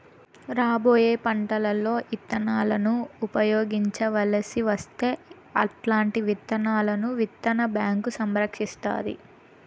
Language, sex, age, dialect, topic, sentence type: Telugu, female, 18-24, Southern, agriculture, statement